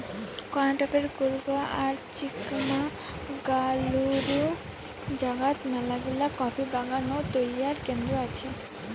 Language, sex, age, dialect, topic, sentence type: Bengali, female, <18, Rajbangshi, agriculture, statement